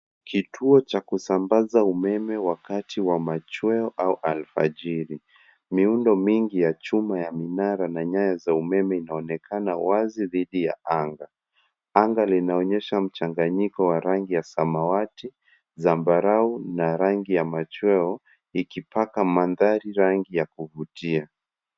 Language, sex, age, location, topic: Swahili, male, 25-35, Nairobi, government